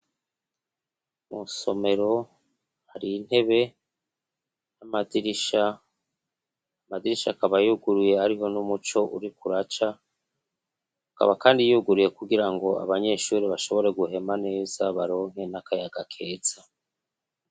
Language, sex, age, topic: Rundi, male, 36-49, education